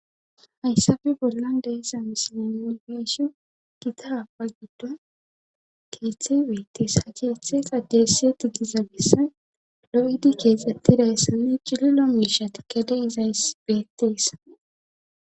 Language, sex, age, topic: Gamo, female, 18-24, government